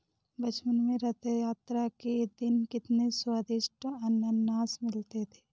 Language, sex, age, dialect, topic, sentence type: Hindi, female, 18-24, Awadhi Bundeli, agriculture, statement